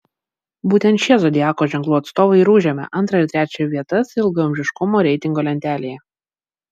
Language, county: Lithuanian, Vilnius